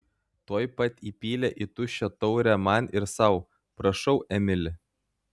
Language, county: Lithuanian, Klaipėda